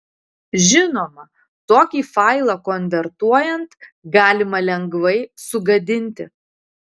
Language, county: Lithuanian, Utena